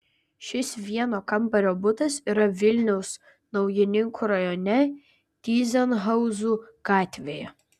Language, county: Lithuanian, Vilnius